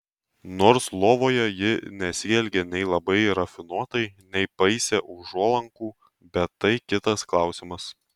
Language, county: Lithuanian, Tauragė